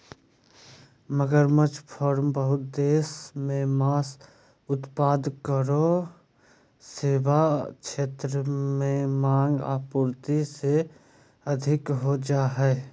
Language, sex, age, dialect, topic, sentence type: Magahi, male, 31-35, Southern, agriculture, statement